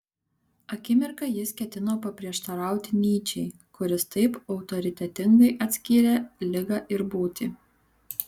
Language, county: Lithuanian, Kaunas